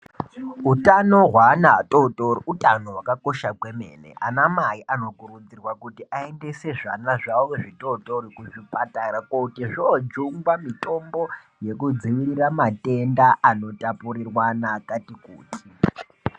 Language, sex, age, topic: Ndau, male, 18-24, health